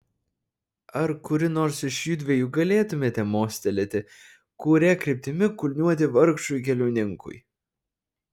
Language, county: Lithuanian, Šiauliai